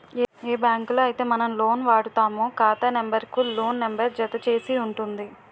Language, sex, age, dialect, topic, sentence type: Telugu, female, 18-24, Utterandhra, banking, statement